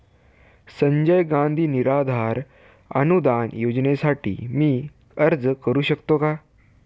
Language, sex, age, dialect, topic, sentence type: Marathi, male, <18, Standard Marathi, banking, question